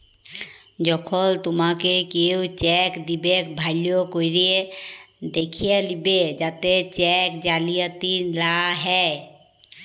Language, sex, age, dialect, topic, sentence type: Bengali, female, 31-35, Jharkhandi, banking, statement